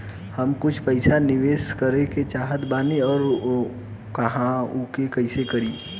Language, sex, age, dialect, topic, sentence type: Bhojpuri, male, 18-24, Southern / Standard, banking, question